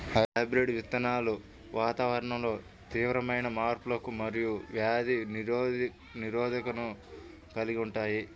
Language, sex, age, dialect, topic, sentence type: Telugu, male, 18-24, Central/Coastal, agriculture, statement